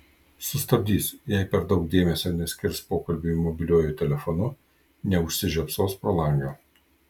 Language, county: Lithuanian, Kaunas